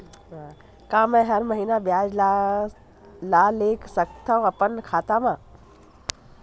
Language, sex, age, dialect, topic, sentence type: Chhattisgarhi, female, 41-45, Western/Budati/Khatahi, banking, question